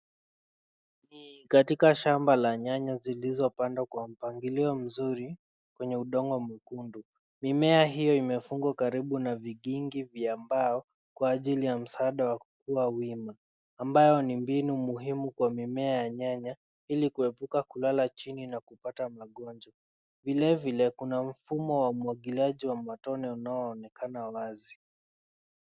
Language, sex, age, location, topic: Swahili, male, 25-35, Nairobi, agriculture